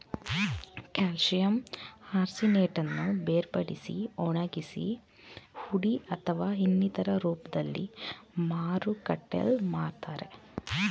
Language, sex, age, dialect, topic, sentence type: Kannada, female, 18-24, Mysore Kannada, agriculture, statement